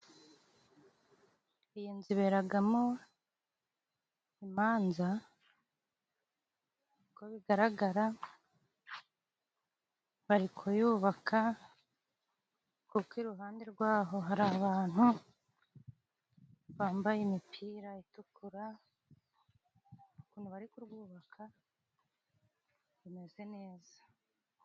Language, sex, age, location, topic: Kinyarwanda, female, 25-35, Musanze, government